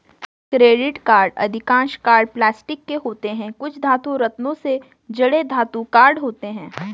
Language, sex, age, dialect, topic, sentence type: Hindi, female, 18-24, Garhwali, banking, statement